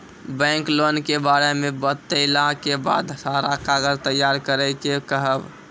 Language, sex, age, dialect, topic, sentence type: Maithili, male, 18-24, Angika, banking, question